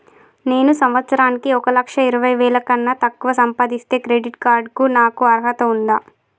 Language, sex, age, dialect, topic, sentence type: Telugu, female, 18-24, Telangana, banking, question